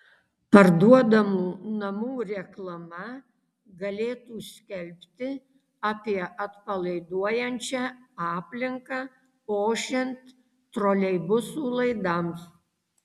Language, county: Lithuanian, Kaunas